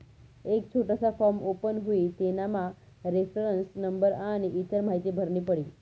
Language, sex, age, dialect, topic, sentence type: Marathi, female, 31-35, Northern Konkan, banking, statement